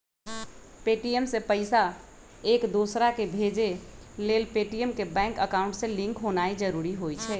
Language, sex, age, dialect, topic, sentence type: Magahi, male, 36-40, Western, banking, statement